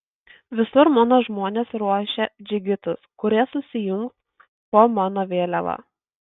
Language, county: Lithuanian, Kaunas